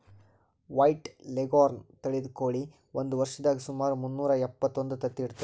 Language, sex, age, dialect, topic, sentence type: Kannada, male, 18-24, Northeastern, agriculture, statement